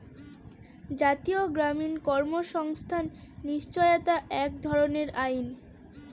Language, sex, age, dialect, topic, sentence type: Bengali, female, 18-24, Northern/Varendri, banking, statement